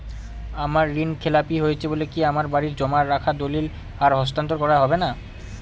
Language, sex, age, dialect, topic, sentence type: Bengali, male, 18-24, Northern/Varendri, banking, question